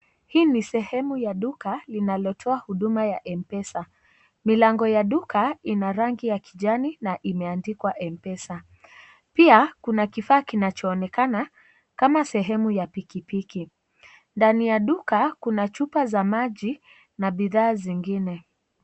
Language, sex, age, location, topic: Swahili, female, 18-24, Kisii, finance